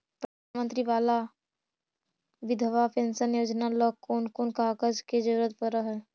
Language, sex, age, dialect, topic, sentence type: Magahi, female, 18-24, Central/Standard, banking, question